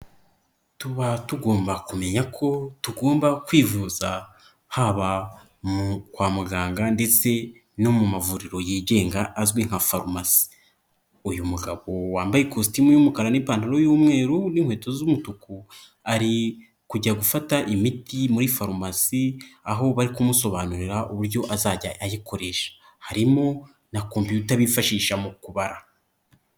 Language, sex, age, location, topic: Kinyarwanda, male, 25-35, Nyagatare, health